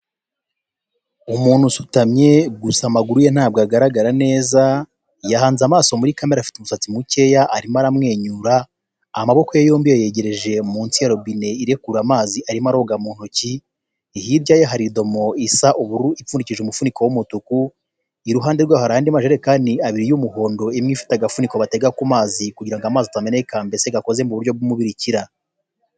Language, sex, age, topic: Kinyarwanda, male, 25-35, health